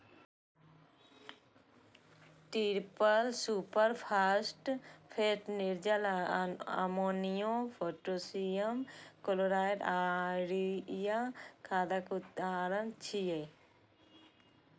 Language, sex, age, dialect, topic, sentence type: Maithili, female, 31-35, Eastern / Thethi, agriculture, statement